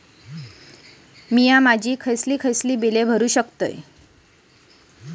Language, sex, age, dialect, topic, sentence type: Marathi, female, 25-30, Standard Marathi, banking, question